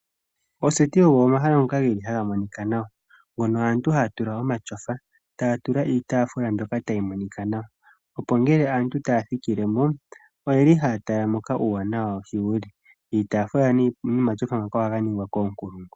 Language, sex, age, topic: Oshiwambo, female, 25-35, finance